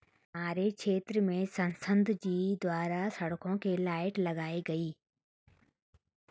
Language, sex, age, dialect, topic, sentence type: Hindi, female, 18-24, Hindustani Malvi Khadi Boli, banking, statement